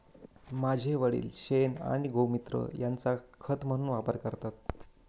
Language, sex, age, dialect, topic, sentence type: Marathi, female, 25-30, Northern Konkan, agriculture, statement